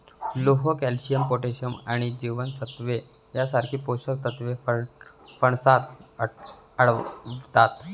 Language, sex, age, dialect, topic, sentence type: Marathi, male, 25-30, Varhadi, agriculture, statement